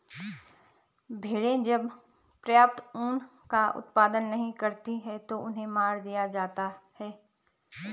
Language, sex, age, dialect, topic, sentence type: Hindi, female, 36-40, Garhwali, agriculture, statement